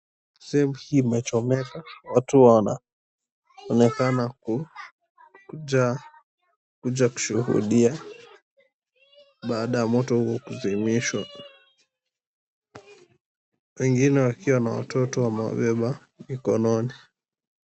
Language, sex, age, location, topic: Swahili, male, 18-24, Mombasa, health